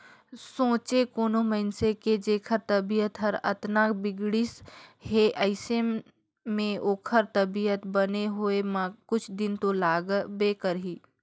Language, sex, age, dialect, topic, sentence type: Chhattisgarhi, female, 18-24, Northern/Bhandar, banking, statement